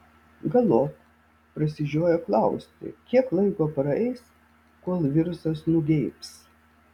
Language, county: Lithuanian, Vilnius